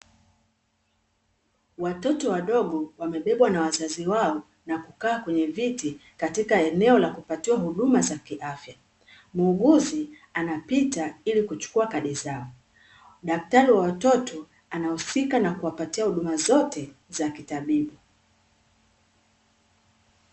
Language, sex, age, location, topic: Swahili, female, 36-49, Dar es Salaam, health